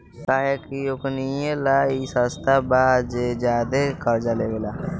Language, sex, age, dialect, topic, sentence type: Bhojpuri, male, 18-24, Southern / Standard, banking, statement